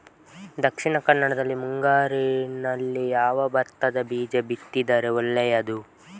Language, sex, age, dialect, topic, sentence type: Kannada, male, 25-30, Coastal/Dakshin, agriculture, question